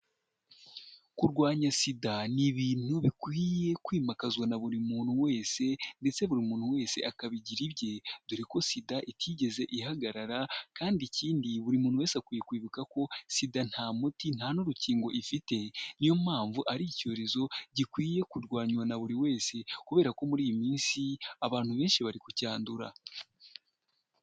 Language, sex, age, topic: Kinyarwanda, male, 18-24, health